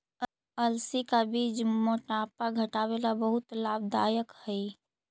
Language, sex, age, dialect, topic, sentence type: Magahi, female, 41-45, Central/Standard, agriculture, statement